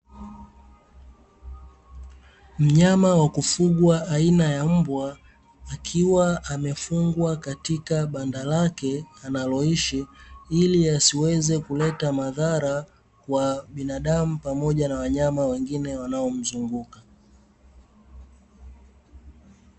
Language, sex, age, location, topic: Swahili, male, 18-24, Dar es Salaam, agriculture